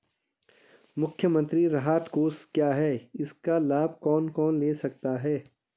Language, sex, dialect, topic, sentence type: Hindi, male, Garhwali, banking, question